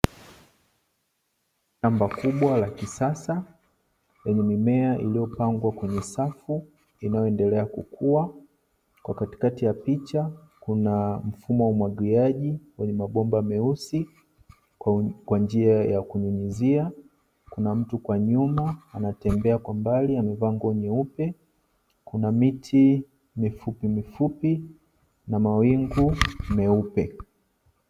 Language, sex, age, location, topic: Swahili, male, 25-35, Dar es Salaam, agriculture